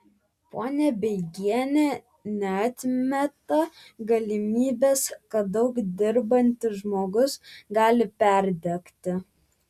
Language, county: Lithuanian, Vilnius